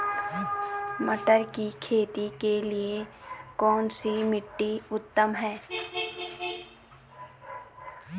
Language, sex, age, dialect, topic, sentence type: Hindi, female, 31-35, Garhwali, agriculture, question